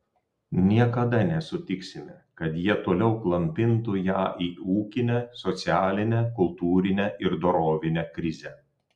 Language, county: Lithuanian, Telšiai